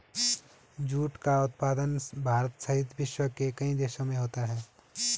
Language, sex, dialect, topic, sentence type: Hindi, male, Garhwali, agriculture, statement